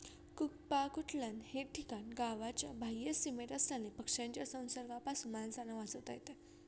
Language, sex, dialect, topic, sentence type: Marathi, female, Standard Marathi, agriculture, statement